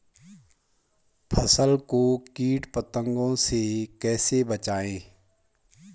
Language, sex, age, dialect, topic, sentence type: Hindi, male, 46-50, Garhwali, agriculture, question